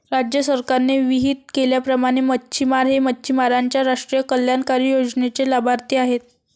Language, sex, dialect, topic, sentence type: Marathi, female, Varhadi, agriculture, statement